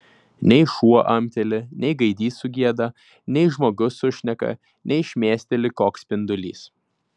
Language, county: Lithuanian, Vilnius